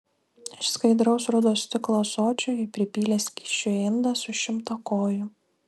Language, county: Lithuanian, Kaunas